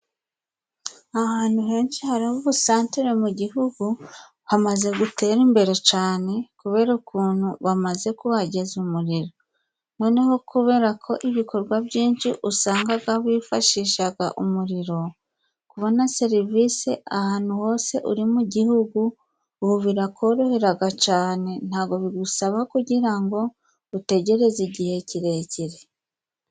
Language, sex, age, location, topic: Kinyarwanda, female, 25-35, Musanze, finance